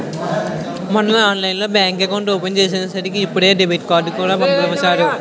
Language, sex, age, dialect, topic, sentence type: Telugu, male, 18-24, Utterandhra, banking, statement